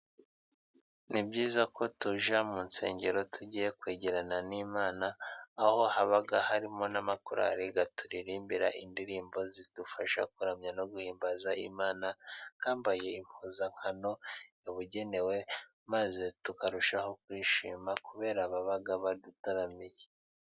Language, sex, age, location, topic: Kinyarwanda, male, 36-49, Musanze, finance